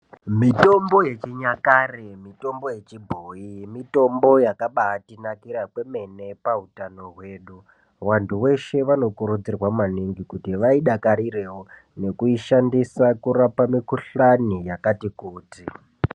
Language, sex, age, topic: Ndau, female, 18-24, health